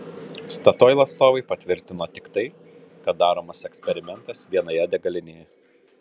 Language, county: Lithuanian, Kaunas